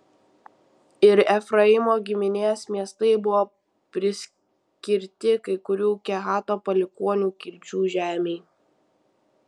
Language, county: Lithuanian, Vilnius